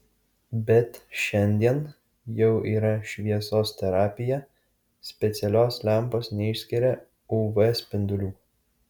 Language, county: Lithuanian, Kaunas